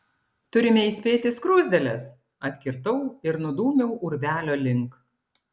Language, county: Lithuanian, Klaipėda